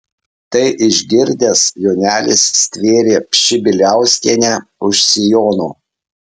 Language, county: Lithuanian, Alytus